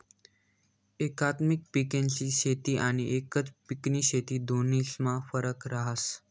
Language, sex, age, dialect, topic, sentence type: Marathi, male, 18-24, Northern Konkan, agriculture, statement